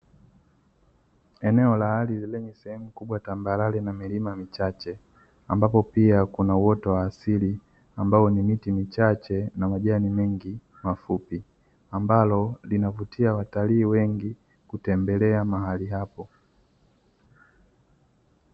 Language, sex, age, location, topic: Swahili, male, 36-49, Dar es Salaam, agriculture